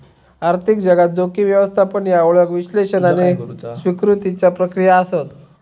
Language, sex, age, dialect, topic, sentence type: Marathi, male, 18-24, Southern Konkan, banking, statement